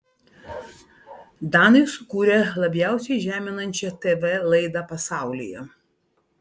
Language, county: Lithuanian, Vilnius